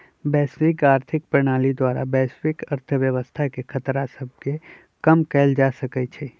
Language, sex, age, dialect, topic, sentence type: Magahi, male, 25-30, Western, banking, statement